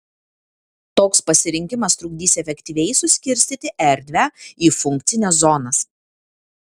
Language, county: Lithuanian, Kaunas